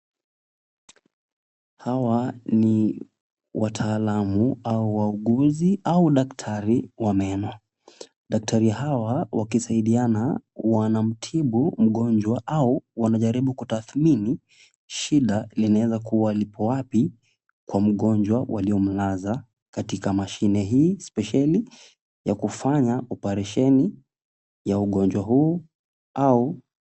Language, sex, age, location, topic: Swahili, male, 25-35, Kisumu, health